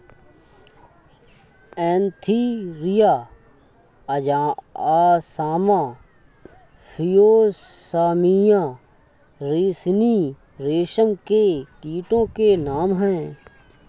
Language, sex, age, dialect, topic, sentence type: Hindi, male, 25-30, Awadhi Bundeli, agriculture, statement